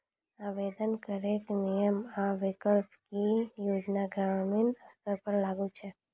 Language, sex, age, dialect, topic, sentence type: Maithili, female, 25-30, Angika, banking, question